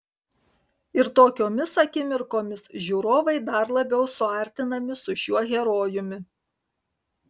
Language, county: Lithuanian, Kaunas